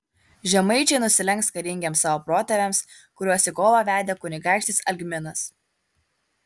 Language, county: Lithuanian, Kaunas